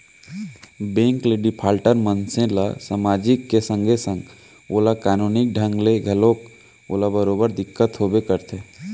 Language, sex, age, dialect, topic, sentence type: Chhattisgarhi, male, 18-24, Central, banking, statement